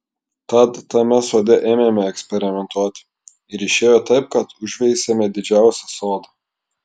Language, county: Lithuanian, Klaipėda